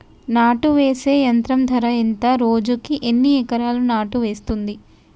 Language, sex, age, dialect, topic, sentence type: Telugu, female, 18-24, Telangana, agriculture, question